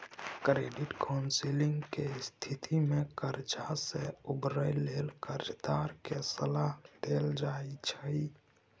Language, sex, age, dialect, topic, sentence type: Maithili, male, 18-24, Bajjika, banking, statement